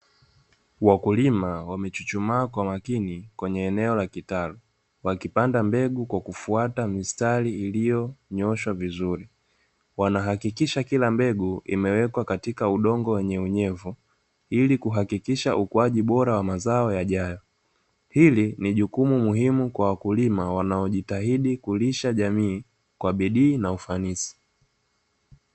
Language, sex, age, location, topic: Swahili, male, 18-24, Dar es Salaam, agriculture